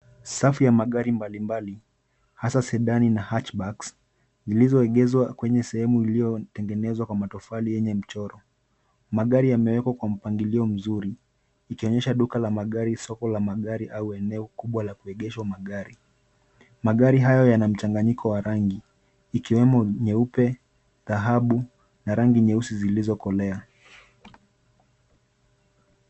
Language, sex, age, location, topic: Swahili, male, 25-35, Nairobi, finance